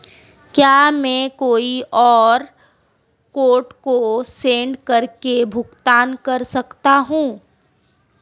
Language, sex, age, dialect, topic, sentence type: Hindi, female, 18-24, Marwari Dhudhari, banking, question